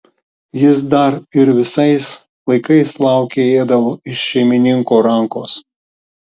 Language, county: Lithuanian, Tauragė